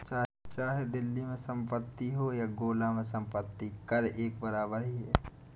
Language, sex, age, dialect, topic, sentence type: Hindi, male, 18-24, Awadhi Bundeli, banking, statement